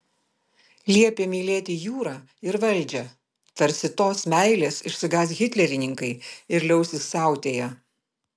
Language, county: Lithuanian, Vilnius